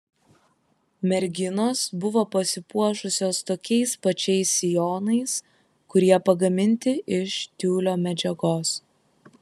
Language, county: Lithuanian, Kaunas